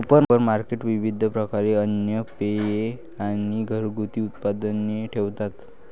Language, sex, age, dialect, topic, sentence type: Marathi, male, 18-24, Varhadi, agriculture, statement